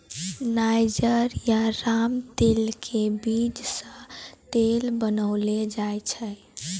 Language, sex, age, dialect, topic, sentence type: Maithili, female, 18-24, Angika, agriculture, statement